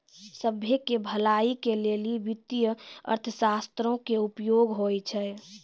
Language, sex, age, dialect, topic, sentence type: Maithili, female, 36-40, Angika, banking, statement